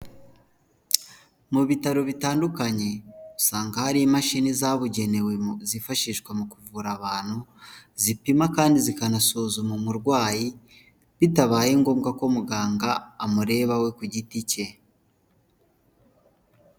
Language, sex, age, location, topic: Kinyarwanda, male, 18-24, Huye, health